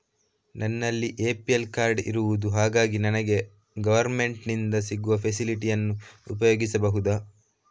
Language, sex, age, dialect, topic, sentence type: Kannada, male, 18-24, Coastal/Dakshin, banking, question